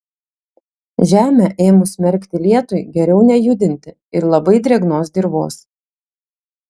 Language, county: Lithuanian, Klaipėda